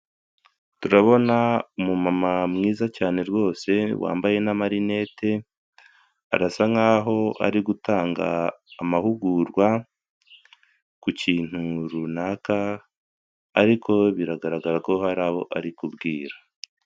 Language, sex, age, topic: Kinyarwanda, male, 25-35, government